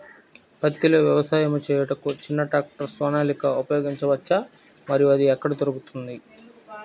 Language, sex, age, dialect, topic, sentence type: Telugu, male, 25-30, Central/Coastal, agriculture, question